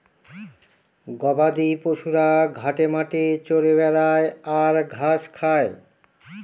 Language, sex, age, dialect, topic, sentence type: Bengali, male, 46-50, Northern/Varendri, agriculture, statement